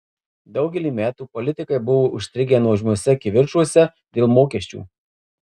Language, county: Lithuanian, Marijampolė